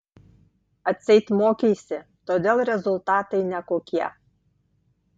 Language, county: Lithuanian, Tauragė